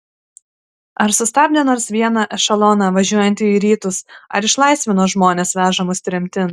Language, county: Lithuanian, Kaunas